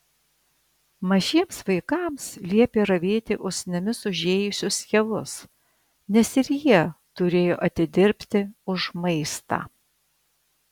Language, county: Lithuanian, Vilnius